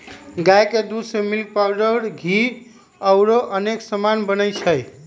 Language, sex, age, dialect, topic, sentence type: Magahi, female, 18-24, Western, agriculture, statement